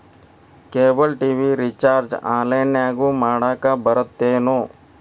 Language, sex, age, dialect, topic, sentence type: Kannada, male, 60-100, Dharwad Kannada, banking, statement